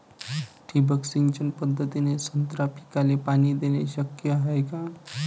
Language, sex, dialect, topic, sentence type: Marathi, male, Varhadi, agriculture, question